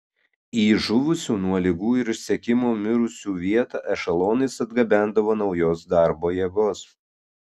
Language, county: Lithuanian, Kaunas